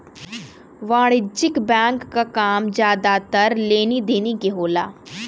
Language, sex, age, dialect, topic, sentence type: Bhojpuri, female, 18-24, Western, banking, statement